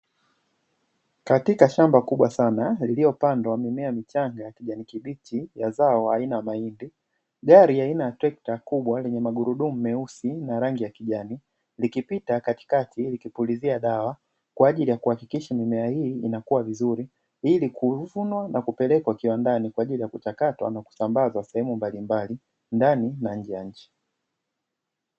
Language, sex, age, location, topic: Swahili, male, 25-35, Dar es Salaam, agriculture